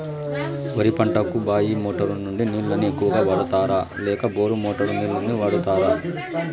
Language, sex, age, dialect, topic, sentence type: Telugu, male, 46-50, Southern, agriculture, question